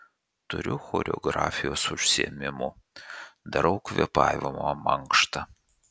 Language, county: Lithuanian, Šiauliai